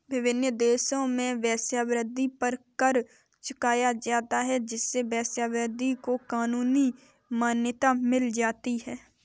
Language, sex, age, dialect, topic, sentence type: Hindi, female, 18-24, Kanauji Braj Bhasha, banking, statement